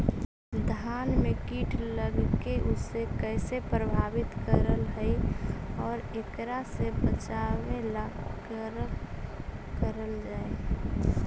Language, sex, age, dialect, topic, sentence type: Magahi, female, 18-24, Central/Standard, agriculture, question